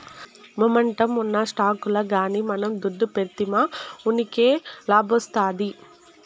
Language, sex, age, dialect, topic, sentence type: Telugu, female, 41-45, Southern, banking, statement